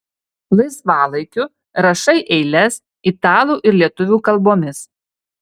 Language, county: Lithuanian, Alytus